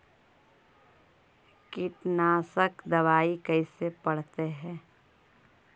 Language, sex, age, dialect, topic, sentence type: Magahi, male, 31-35, Central/Standard, agriculture, question